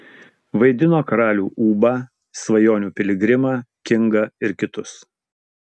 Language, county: Lithuanian, Utena